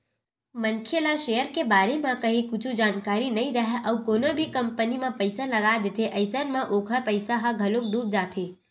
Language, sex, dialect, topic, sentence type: Chhattisgarhi, female, Western/Budati/Khatahi, banking, statement